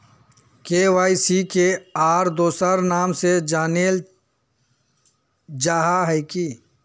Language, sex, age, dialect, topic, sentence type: Magahi, male, 41-45, Northeastern/Surjapuri, banking, question